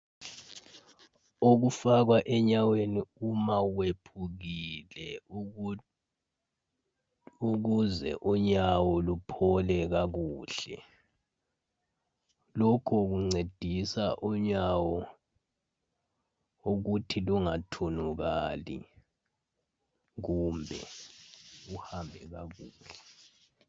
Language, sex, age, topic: North Ndebele, male, 25-35, health